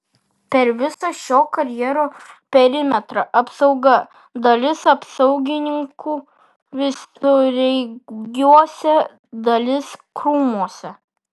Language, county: Lithuanian, Kaunas